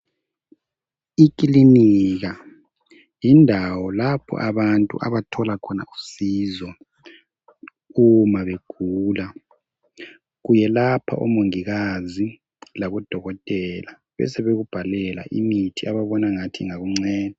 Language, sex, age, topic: North Ndebele, male, 50+, health